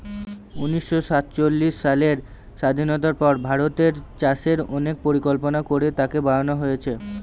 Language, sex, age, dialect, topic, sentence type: Bengali, male, 18-24, Northern/Varendri, agriculture, statement